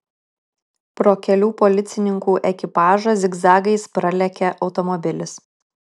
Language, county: Lithuanian, Kaunas